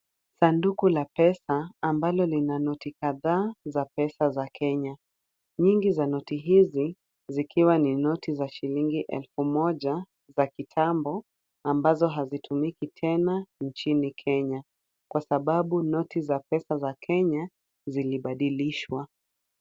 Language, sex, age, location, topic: Swahili, female, 25-35, Kisumu, finance